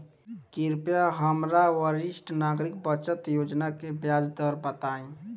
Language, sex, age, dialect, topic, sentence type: Bhojpuri, male, 18-24, Southern / Standard, banking, statement